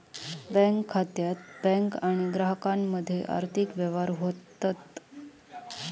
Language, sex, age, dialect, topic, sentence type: Marathi, female, 31-35, Southern Konkan, banking, statement